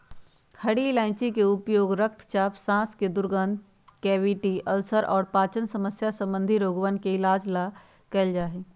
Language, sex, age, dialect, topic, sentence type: Magahi, female, 46-50, Western, agriculture, statement